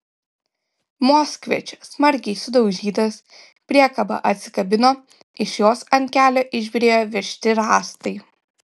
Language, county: Lithuanian, Kaunas